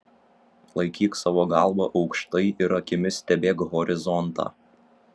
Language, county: Lithuanian, Vilnius